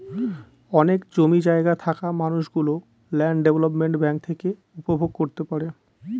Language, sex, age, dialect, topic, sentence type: Bengali, male, 25-30, Northern/Varendri, banking, statement